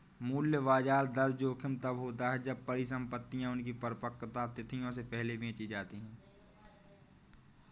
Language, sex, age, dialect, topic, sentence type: Hindi, male, 18-24, Awadhi Bundeli, banking, statement